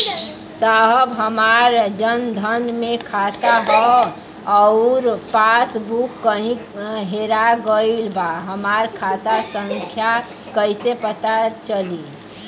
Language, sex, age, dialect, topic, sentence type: Bhojpuri, female, 18-24, Western, banking, question